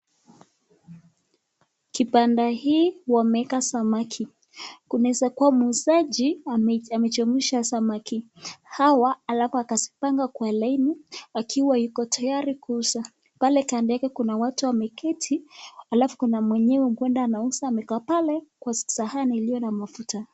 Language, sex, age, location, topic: Swahili, female, 25-35, Nakuru, finance